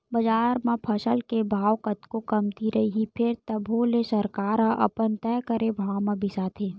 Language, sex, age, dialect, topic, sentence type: Chhattisgarhi, male, 18-24, Western/Budati/Khatahi, agriculture, statement